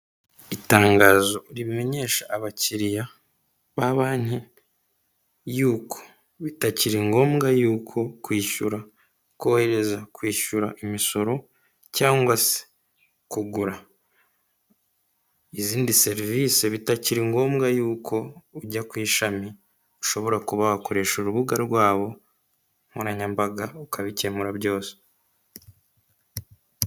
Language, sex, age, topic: Kinyarwanda, male, 18-24, finance